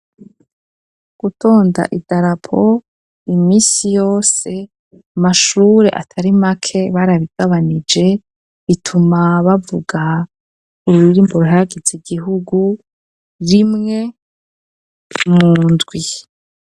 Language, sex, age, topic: Rundi, female, 25-35, education